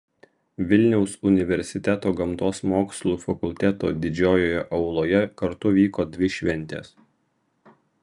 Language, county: Lithuanian, Vilnius